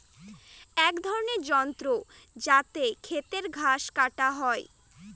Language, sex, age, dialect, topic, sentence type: Bengali, female, 60-100, Northern/Varendri, agriculture, statement